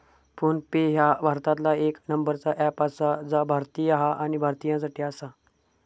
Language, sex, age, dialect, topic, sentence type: Marathi, male, 25-30, Southern Konkan, banking, statement